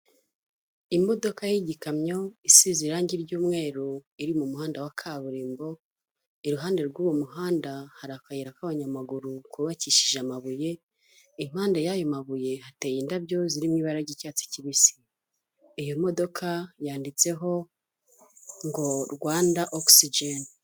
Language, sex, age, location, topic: Kinyarwanda, female, 25-35, Huye, government